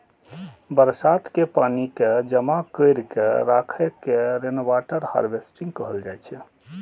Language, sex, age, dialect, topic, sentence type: Maithili, male, 41-45, Eastern / Thethi, agriculture, statement